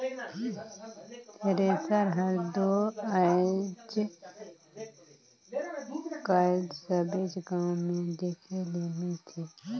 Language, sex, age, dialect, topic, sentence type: Chhattisgarhi, female, 25-30, Northern/Bhandar, agriculture, statement